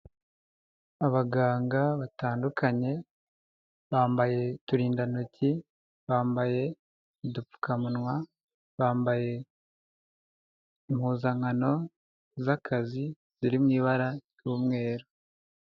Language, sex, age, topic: Kinyarwanda, male, 25-35, health